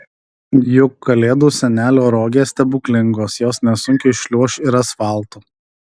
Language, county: Lithuanian, Alytus